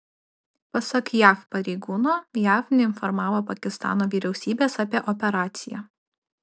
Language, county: Lithuanian, Alytus